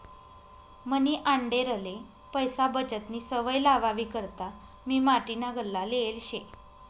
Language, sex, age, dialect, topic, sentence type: Marathi, female, 25-30, Northern Konkan, banking, statement